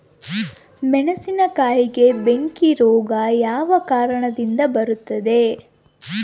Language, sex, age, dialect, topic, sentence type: Kannada, female, 18-24, Central, agriculture, question